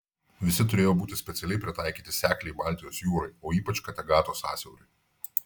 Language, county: Lithuanian, Vilnius